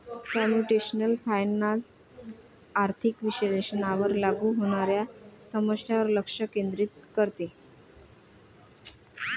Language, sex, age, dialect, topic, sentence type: Marathi, male, 31-35, Varhadi, banking, statement